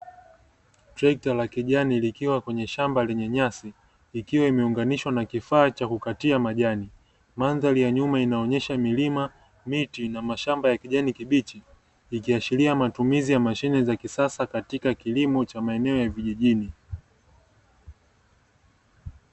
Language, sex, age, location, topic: Swahili, male, 18-24, Dar es Salaam, agriculture